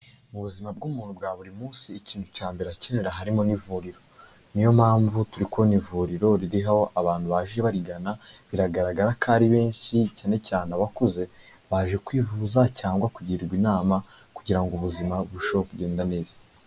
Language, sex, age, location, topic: Kinyarwanda, male, 25-35, Kigali, health